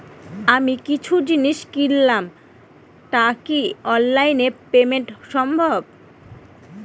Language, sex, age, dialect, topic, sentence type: Bengali, female, 18-24, Northern/Varendri, banking, question